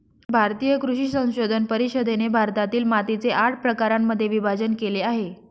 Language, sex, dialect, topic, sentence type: Marathi, female, Northern Konkan, agriculture, statement